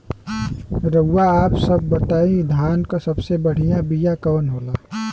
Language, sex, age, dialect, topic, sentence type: Bhojpuri, male, 18-24, Western, agriculture, question